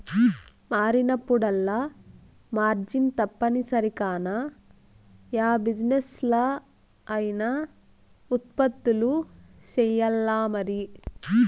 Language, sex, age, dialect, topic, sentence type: Telugu, female, 18-24, Southern, banking, statement